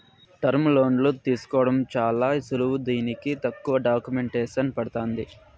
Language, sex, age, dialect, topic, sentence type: Telugu, male, 46-50, Southern, banking, statement